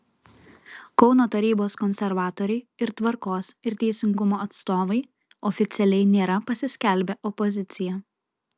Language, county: Lithuanian, Kaunas